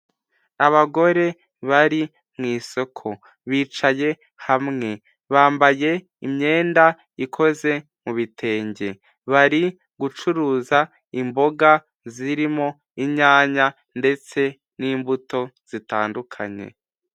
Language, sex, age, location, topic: Kinyarwanda, male, 18-24, Huye, health